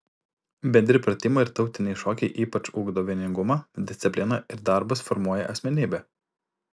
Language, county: Lithuanian, Utena